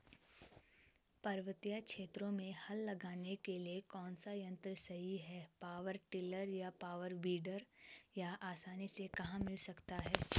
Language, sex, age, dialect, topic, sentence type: Hindi, female, 25-30, Garhwali, agriculture, question